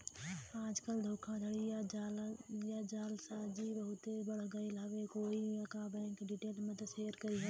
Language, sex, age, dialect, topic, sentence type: Bhojpuri, female, 25-30, Western, banking, statement